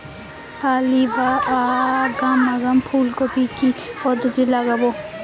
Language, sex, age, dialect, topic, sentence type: Bengali, female, 18-24, Western, agriculture, question